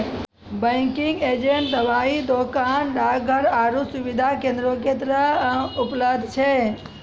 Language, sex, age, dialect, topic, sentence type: Maithili, female, 31-35, Angika, banking, statement